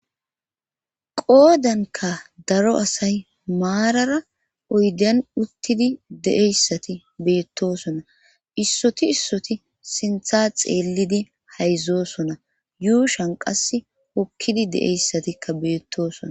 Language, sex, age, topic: Gamo, female, 36-49, government